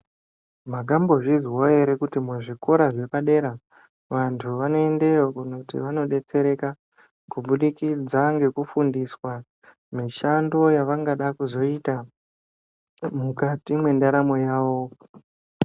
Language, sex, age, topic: Ndau, male, 18-24, education